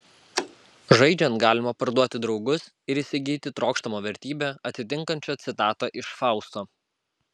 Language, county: Lithuanian, Kaunas